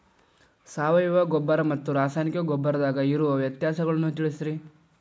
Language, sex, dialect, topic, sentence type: Kannada, male, Dharwad Kannada, agriculture, question